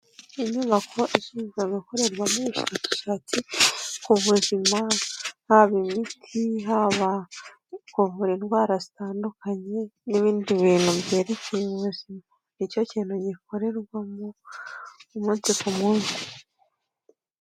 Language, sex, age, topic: Kinyarwanda, female, 18-24, health